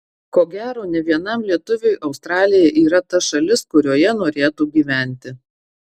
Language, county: Lithuanian, Marijampolė